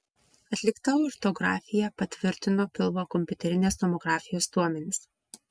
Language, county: Lithuanian, Vilnius